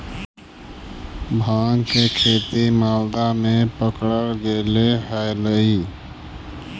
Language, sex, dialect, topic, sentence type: Magahi, male, Central/Standard, agriculture, statement